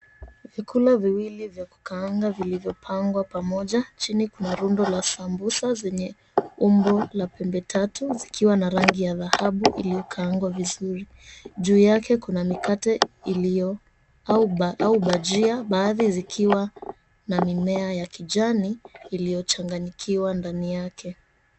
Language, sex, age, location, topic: Swahili, female, 25-35, Mombasa, agriculture